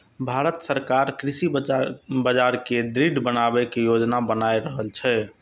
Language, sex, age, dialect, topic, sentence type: Maithili, male, 25-30, Eastern / Thethi, agriculture, statement